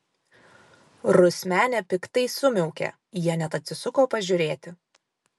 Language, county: Lithuanian, Vilnius